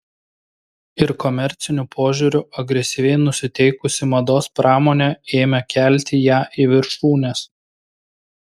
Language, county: Lithuanian, Klaipėda